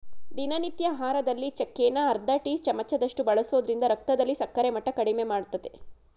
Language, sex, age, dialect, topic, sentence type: Kannada, female, 56-60, Mysore Kannada, agriculture, statement